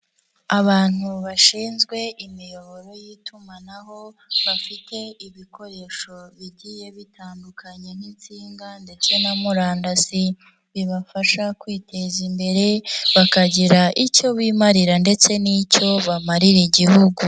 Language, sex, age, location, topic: Kinyarwanda, female, 18-24, Nyagatare, government